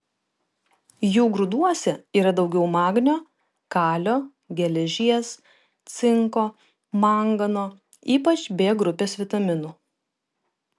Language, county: Lithuanian, Kaunas